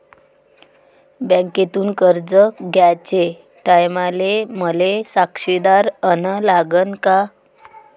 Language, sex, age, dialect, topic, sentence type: Marathi, female, 36-40, Varhadi, banking, question